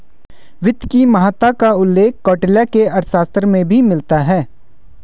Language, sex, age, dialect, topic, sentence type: Hindi, male, 25-30, Hindustani Malvi Khadi Boli, banking, statement